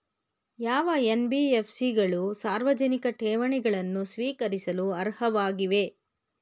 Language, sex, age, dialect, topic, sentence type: Kannada, female, 51-55, Mysore Kannada, banking, question